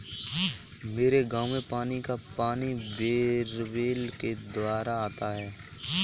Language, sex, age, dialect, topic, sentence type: Hindi, male, 31-35, Kanauji Braj Bhasha, agriculture, statement